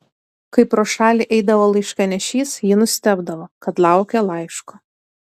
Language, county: Lithuanian, Tauragė